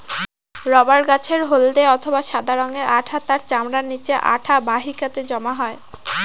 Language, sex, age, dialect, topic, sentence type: Bengali, female, <18, Northern/Varendri, agriculture, statement